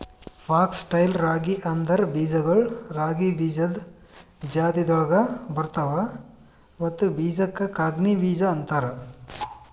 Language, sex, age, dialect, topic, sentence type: Kannada, male, 25-30, Northeastern, agriculture, statement